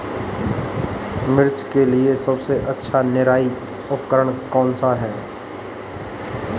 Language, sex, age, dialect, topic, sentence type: Hindi, male, 31-35, Marwari Dhudhari, agriculture, question